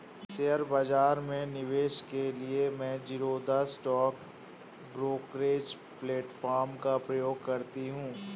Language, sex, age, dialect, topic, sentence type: Hindi, male, 18-24, Hindustani Malvi Khadi Boli, banking, statement